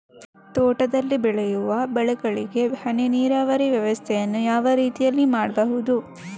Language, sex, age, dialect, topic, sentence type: Kannada, female, 25-30, Coastal/Dakshin, agriculture, question